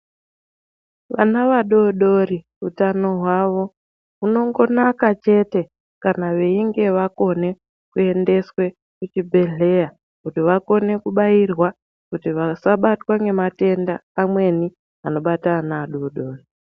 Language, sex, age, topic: Ndau, female, 18-24, health